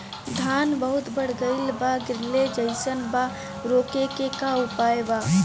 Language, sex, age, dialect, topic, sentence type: Bhojpuri, female, 18-24, Northern, agriculture, question